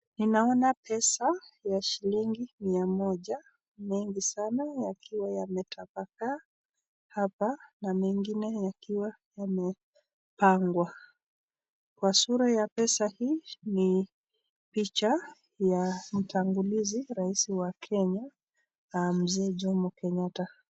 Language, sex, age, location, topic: Swahili, female, 36-49, Nakuru, finance